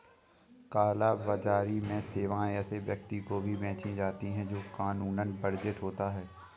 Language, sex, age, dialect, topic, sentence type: Hindi, male, 18-24, Awadhi Bundeli, banking, statement